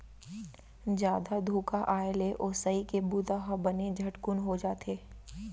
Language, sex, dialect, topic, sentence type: Chhattisgarhi, female, Central, agriculture, statement